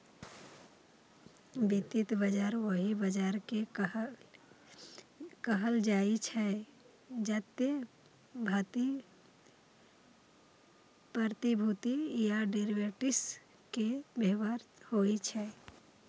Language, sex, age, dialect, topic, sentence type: Maithili, female, 18-24, Eastern / Thethi, banking, statement